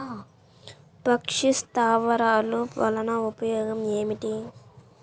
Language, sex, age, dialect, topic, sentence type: Telugu, female, 18-24, Central/Coastal, agriculture, question